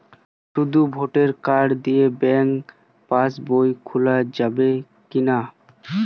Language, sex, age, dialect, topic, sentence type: Bengali, male, 18-24, Western, banking, question